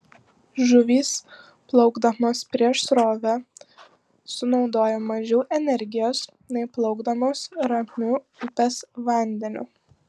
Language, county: Lithuanian, Panevėžys